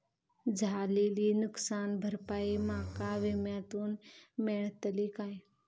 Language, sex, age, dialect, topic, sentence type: Marathi, female, 25-30, Southern Konkan, banking, question